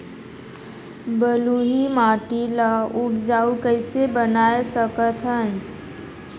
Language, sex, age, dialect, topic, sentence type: Chhattisgarhi, female, 51-55, Northern/Bhandar, agriculture, question